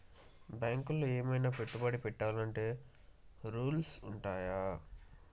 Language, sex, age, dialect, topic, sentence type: Telugu, male, 18-24, Telangana, banking, question